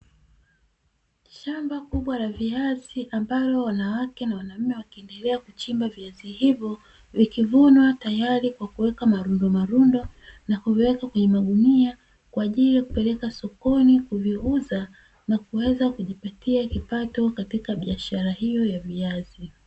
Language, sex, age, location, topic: Swahili, female, 36-49, Dar es Salaam, agriculture